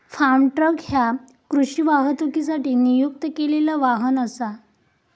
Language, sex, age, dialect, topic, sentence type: Marathi, female, 18-24, Southern Konkan, agriculture, statement